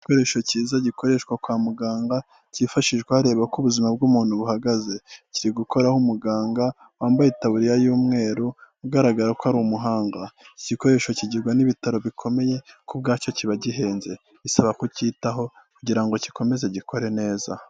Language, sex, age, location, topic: Kinyarwanda, male, 25-35, Kigali, health